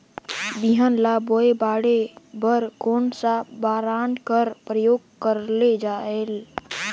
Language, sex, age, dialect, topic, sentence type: Chhattisgarhi, male, 18-24, Northern/Bhandar, agriculture, question